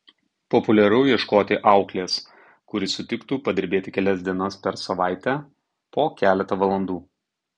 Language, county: Lithuanian, Tauragė